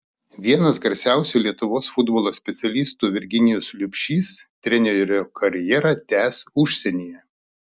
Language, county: Lithuanian, Klaipėda